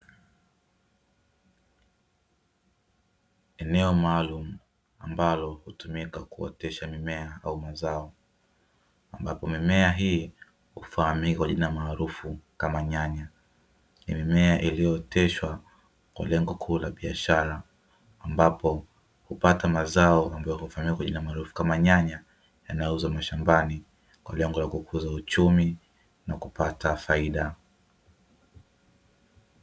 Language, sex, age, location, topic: Swahili, male, 18-24, Dar es Salaam, agriculture